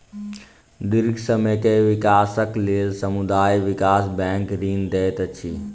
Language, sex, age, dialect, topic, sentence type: Maithili, male, 25-30, Southern/Standard, banking, statement